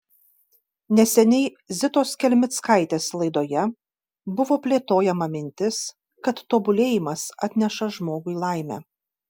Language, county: Lithuanian, Kaunas